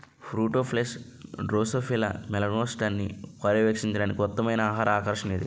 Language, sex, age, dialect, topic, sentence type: Telugu, male, 25-30, Utterandhra, agriculture, question